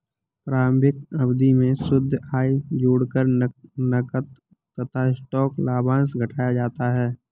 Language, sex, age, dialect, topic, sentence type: Hindi, male, 18-24, Kanauji Braj Bhasha, banking, statement